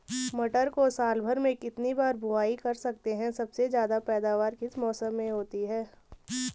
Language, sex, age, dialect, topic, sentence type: Hindi, female, 18-24, Garhwali, agriculture, question